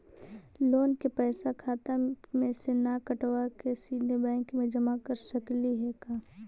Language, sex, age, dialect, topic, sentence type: Magahi, female, 18-24, Central/Standard, banking, question